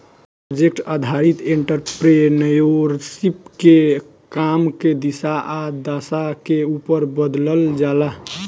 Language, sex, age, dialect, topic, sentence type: Bhojpuri, male, 18-24, Southern / Standard, banking, statement